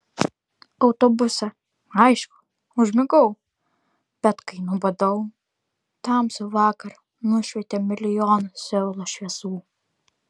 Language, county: Lithuanian, Vilnius